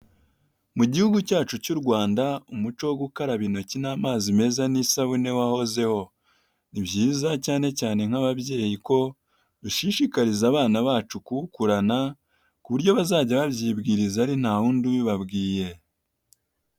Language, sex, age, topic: Kinyarwanda, male, 18-24, health